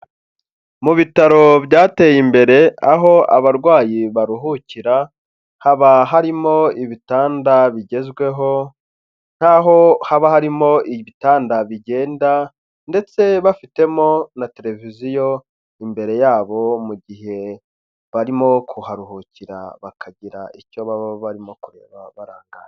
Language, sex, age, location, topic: Kinyarwanda, male, 25-35, Kigali, health